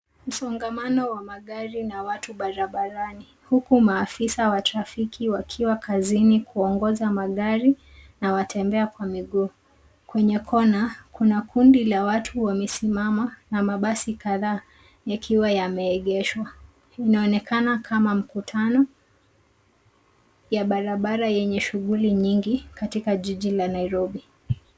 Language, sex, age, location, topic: Swahili, female, 25-35, Nairobi, government